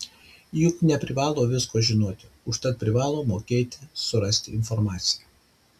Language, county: Lithuanian, Šiauliai